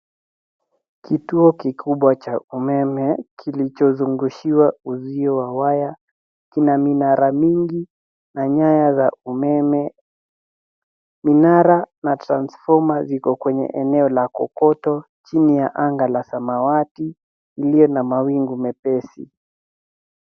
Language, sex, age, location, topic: Swahili, female, 18-24, Nairobi, government